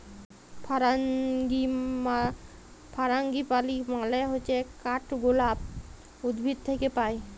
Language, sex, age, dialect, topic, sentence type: Bengali, female, 31-35, Jharkhandi, agriculture, statement